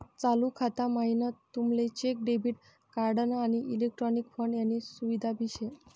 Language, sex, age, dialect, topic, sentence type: Marathi, female, 60-100, Northern Konkan, banking, statement